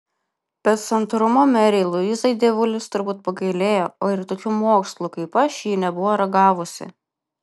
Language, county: Lithuanian, Vilnius